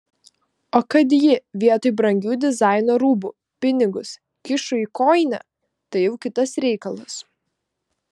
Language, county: Lithuanian, Vilnius